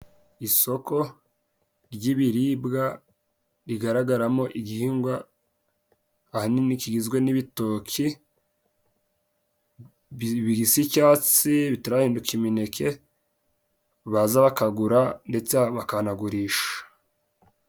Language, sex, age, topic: Kinyarwanda, male, 18-24, agriculture